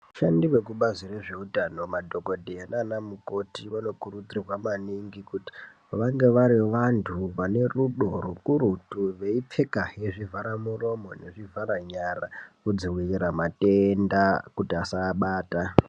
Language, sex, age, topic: Ndau, male, 18-24, health